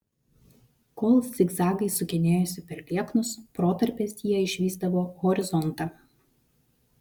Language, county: Lithuanian, Vilnius